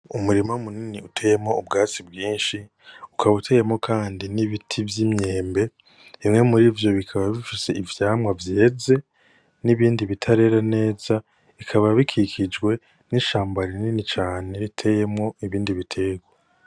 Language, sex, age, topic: Rundi, male, 18-24, agriculture